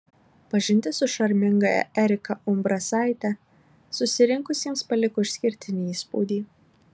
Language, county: Lithuanian, Marijampolė